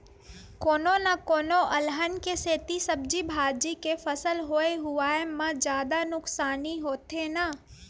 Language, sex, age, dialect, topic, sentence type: Chhattisgarhi, female, 18-24, Western/Budati/Khatahi, agriculture, statement